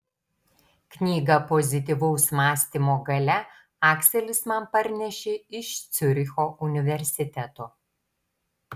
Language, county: Lithuanian, Tauragė